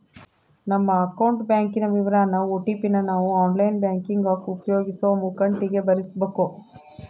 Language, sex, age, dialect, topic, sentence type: Kannada, female, 31-35, Central, banking, statement